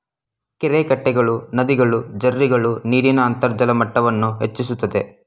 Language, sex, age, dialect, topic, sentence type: Kannada, male, 18-24, Mysore Kannada, agriculture, statement